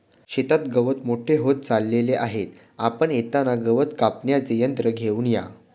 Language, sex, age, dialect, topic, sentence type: Marathi, male, 25-30, Standard Marathi, agriculture, statement